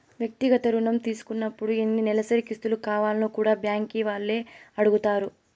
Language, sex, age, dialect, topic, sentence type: Telugu, female, 18-24, Southern, banking, statement